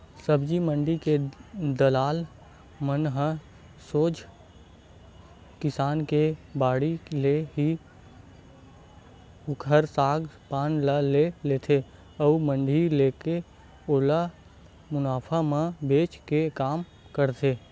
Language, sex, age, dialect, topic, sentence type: Chhattisgarhi, male, 18-24, Western/Budati/Khatahi, banking, statement